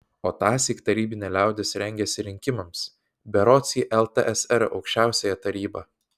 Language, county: Lithuanian, Vilnius